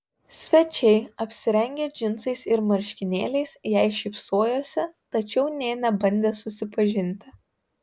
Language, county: Lithuanian, Panevėžys